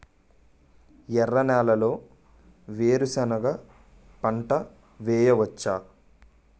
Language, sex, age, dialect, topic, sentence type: Telugu, male, 18-24, Utterandhra, agriculture, question